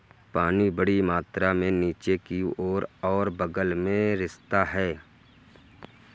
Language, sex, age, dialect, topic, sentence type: Hindi, male, 51-55, Kanauji Braj Bhasha, agriculture, statement